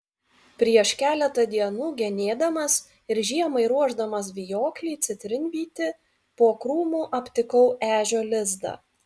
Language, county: Lithuanian, Vilnius